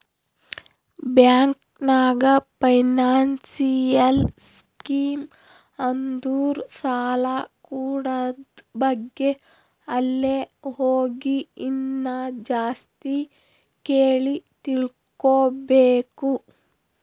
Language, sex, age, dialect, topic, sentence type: Kannada, female, 31-35, Northeastern, banking, statement